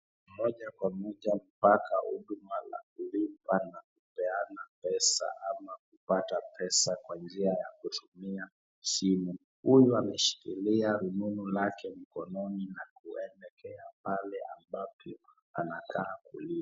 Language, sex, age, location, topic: Swahili, male, 25-35, Wajir, finance